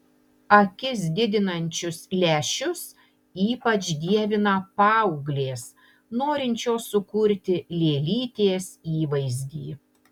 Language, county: Lithuanian, Panevėžys